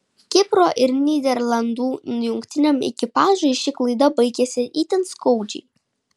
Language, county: Lithuanian, Šiauliai